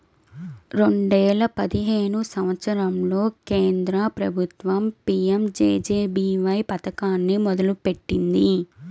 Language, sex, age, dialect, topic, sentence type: Telugu, female, 18-24, Central/Coastal, banking, statement